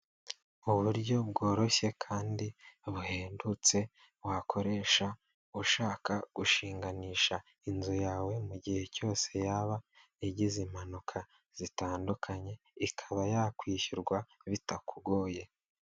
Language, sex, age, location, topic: Kinyarwanda, male, 18-24, Kigali, finance